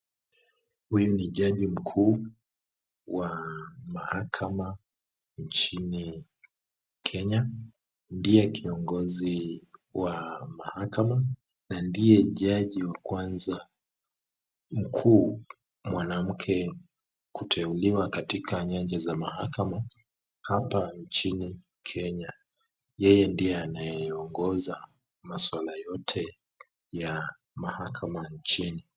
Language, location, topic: Swahili, Kisumu, government